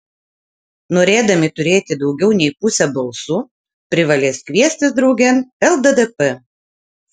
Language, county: Lithuanian, Utena